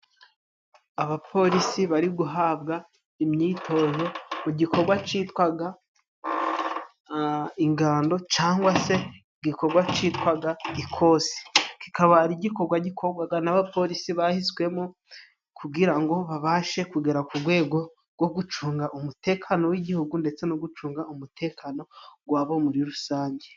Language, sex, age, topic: Kinyarwanda, male, 18-24, government